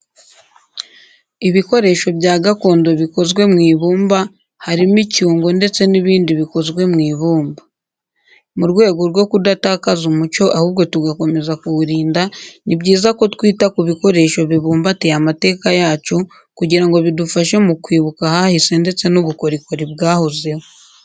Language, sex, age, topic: Kinyarwanda, female, 18-24, education